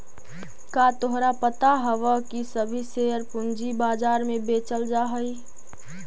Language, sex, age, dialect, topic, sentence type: Magahi, female, 25-30, Central/Standard, agriculture, statement